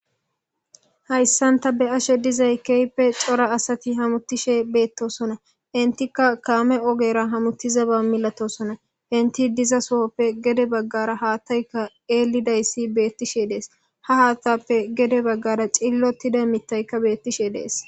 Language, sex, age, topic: Gamo, male, 18-24, government